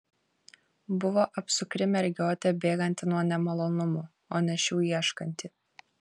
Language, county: Lithuanian, Kaunas